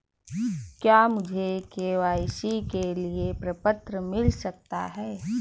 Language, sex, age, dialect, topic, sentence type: Hindi, female, 18-24, Awadhi Bundeli, banking, question